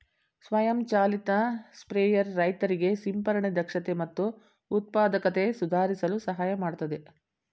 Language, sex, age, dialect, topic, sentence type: Kannada, female, 60-100, Mysore Kannada, agriculture, statement